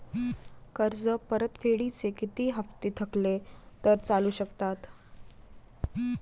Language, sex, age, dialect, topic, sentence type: Marathi, female, 18-24, Standard Marathi, banking, question